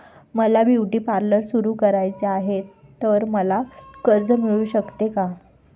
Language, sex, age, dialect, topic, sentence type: Marathi, female, 25-30, Standard Marathi, banking, question